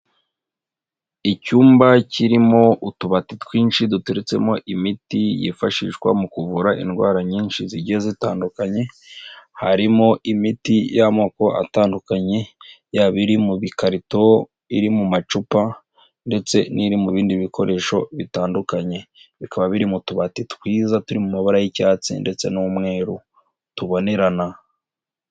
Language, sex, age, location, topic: Kinyarwanda, male, 25-35, Nyagatare, health